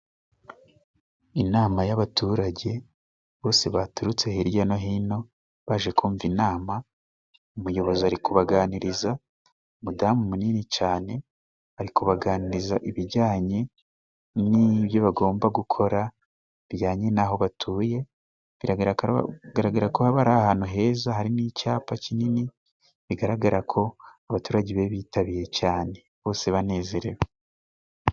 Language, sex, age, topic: Kinyarwanda, male, 18-24, government